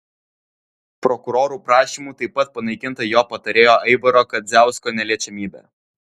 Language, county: Lithuanian, Vilnius